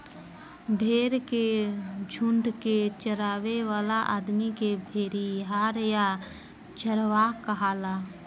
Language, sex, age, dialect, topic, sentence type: Bhojpuri, female, <18, Southern / Standard, agriculture, statement